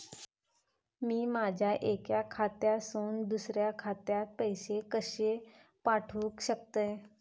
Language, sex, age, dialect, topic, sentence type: Marathi, female, 25-30, Southern Konkan, banking, question